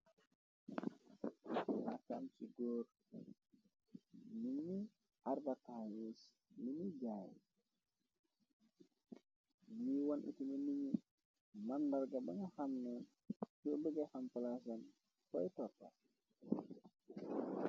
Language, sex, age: Wolof, male, 25-35